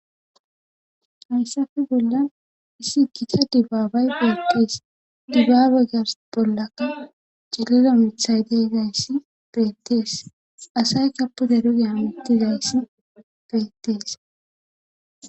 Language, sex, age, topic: Gamo, female, 25-35, government